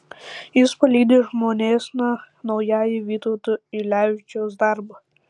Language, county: Lithuanian, Tauragė